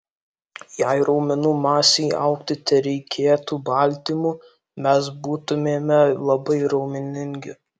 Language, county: Lithuanian, Alytus